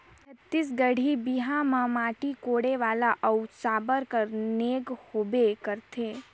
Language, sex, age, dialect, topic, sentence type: Chhattisgarhi, female, 18-24, Northern/Bhandar, agriculture, statement